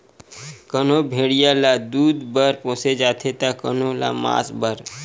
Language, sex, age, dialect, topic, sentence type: Chhattisgarhi, male, 18-24, Western/Budati/Khatahi, agriculture, statement